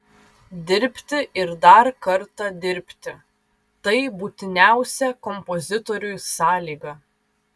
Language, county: Lithuanian, Vilnius